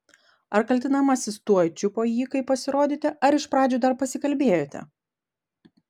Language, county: Lithuanian, Vilnius